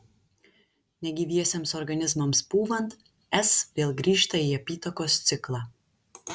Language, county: Lithuanian, Šiauliai